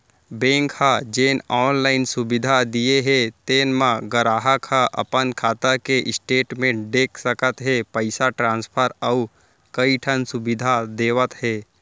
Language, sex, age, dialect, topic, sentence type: Chhattisgarhi, male, 18-24, Central, banking, statement